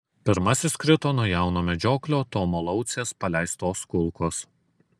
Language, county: Lithuanian, Kaunas